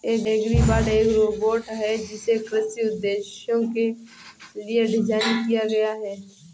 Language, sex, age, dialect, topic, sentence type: Hindi, female, 18-24, Awadhi Bundeli, agriculture, statement